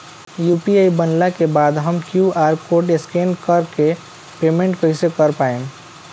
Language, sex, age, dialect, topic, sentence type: Bhojpuri, male, 25-30, Southern / Standard, banking, question